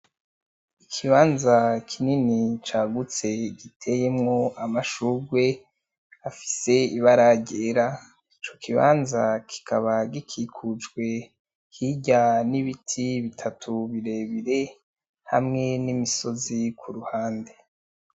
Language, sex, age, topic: Rundi, male, 18-24, agriculture